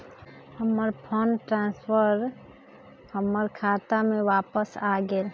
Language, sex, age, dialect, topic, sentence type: Magahi, female, 25-30, Western, banking, statement